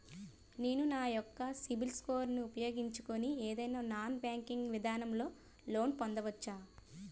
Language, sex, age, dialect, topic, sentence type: Telugu, female, 25-30, Utterandhra, banking, question